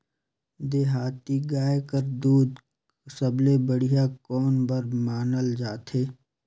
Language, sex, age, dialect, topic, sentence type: Chhattisgarhi, male, 25-30, Northern/Bhandar, agriculture, question